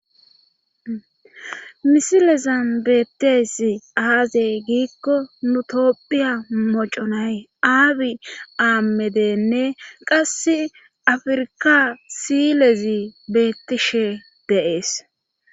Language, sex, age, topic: Gamo, female, 25-35, government